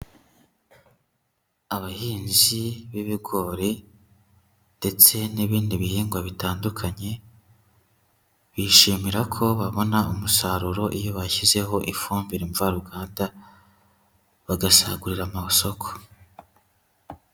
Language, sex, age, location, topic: Kinyarwanda, male, 25-35, Huye, agriculture